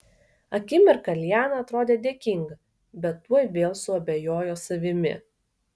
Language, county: Lithuanian, Vilnius